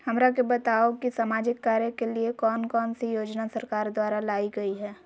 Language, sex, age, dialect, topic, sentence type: Magahi, female, 60-100, Southern, banking, question